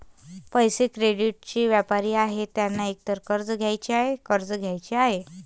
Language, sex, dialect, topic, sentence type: Marathi, female, Varhadi, banking, statement